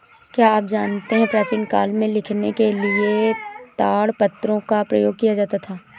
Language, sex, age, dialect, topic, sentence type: Hindi, female, 18-24, Awadhi Bundeli, agriculture, statement